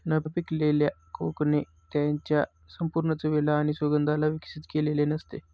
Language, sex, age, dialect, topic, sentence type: Marathi, male, 25-30, Northern Konkan, agriculture, statement